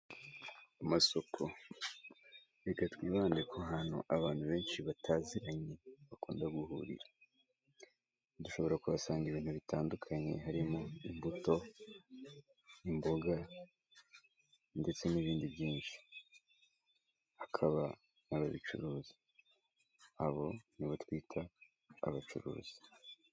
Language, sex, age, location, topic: Kinyarwanda, male, 18-24, Kigali, finance